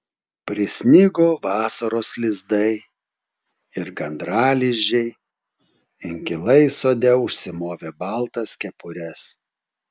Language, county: Lithuanian, Telšiai